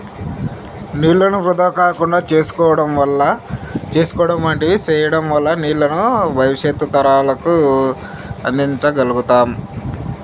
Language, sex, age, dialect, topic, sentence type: Telugu, male, 25-30, Southern, agriculture, statement